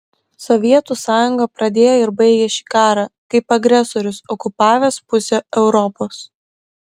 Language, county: Lithuanian, Klaipėda